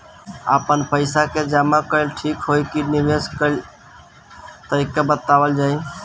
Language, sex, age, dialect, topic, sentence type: Bhojpuri, female, 18-24, Northern, banking, question